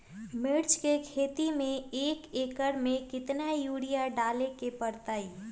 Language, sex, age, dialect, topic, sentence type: Magahi, female, 18-24, Western, agriculture, question